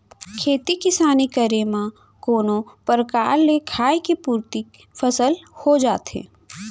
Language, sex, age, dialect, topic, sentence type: Chhattisgarhi, female, 25-30, Central, agriculture, statement